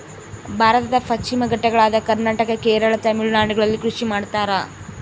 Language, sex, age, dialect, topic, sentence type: Kannada, female, 18-24, Central, agriculture, statement